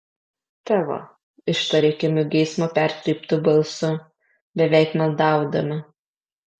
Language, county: Lithuanian, Alytus